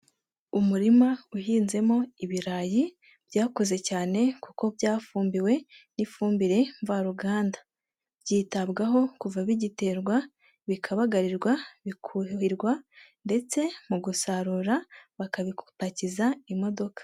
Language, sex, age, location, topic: Kinyarwanda, female, 18-24, Nyagatare, agriculture